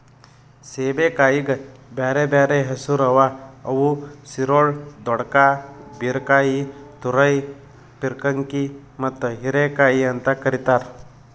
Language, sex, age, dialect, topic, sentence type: Kannada, male, 31-35, Northeastern, agriculture, statement